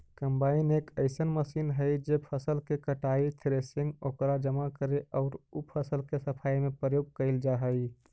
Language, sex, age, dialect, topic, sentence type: Magahi, male, 25-30, Central/Standard, banking, statement